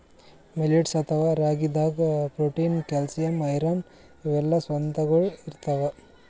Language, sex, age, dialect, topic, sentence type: Kannada, male, 25-30, Northeastern, agriculture, statement